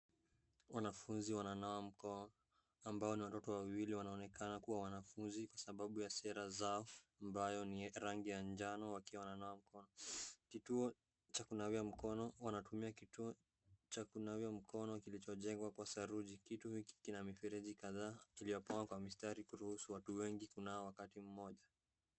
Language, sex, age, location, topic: Swahili, male, 18-24, Wajir, health